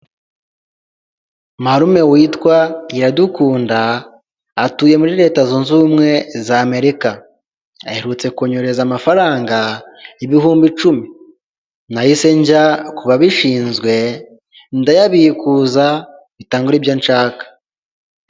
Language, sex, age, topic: Kinyarwanda, male, 18-24, finance